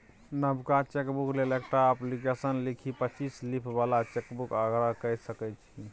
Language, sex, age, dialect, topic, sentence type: Maithili, male, 25-30, Bajjika, banking, statement